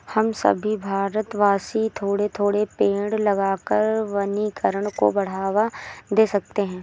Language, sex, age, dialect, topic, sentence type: Hindi, female, 18-24, Awadhi Bundeli, agriculture, statement